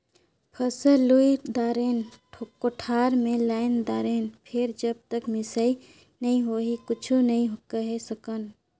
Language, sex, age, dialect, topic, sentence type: Chhattisgarhi, female, 36-40, Northern/Bhandar, agriculture, statement